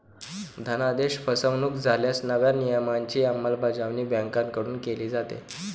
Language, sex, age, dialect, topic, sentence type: Marathi, male, 18-24, Standard Marathi, banking, statement